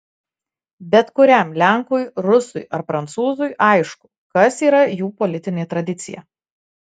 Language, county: Lithuanian, Marijampolė